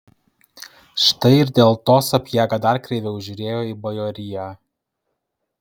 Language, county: Lithuanian, Kaunas